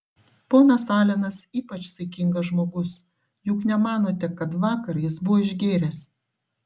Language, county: Lithuanian, Šiauliai